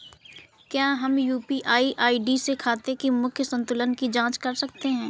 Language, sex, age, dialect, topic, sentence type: Hindi, female, 18-24, Awadhi Bundeli, banking, question